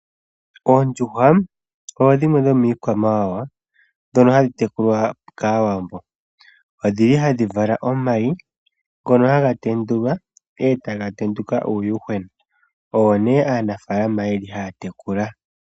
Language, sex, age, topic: Oshiwambo, female, 25-35, agriculture